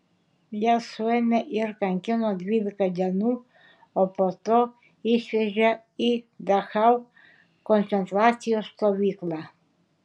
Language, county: Lithuanian, Šiauliai